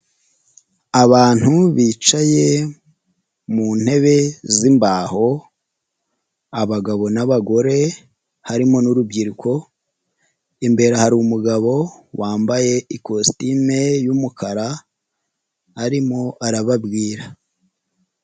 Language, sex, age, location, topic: Kinyarwanda, female, 18-24, Nyagatare, health